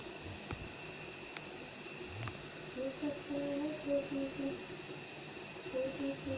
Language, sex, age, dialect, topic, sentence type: Hindi, female, 18-24, Kanauji Braj Bhasha, agriculture, question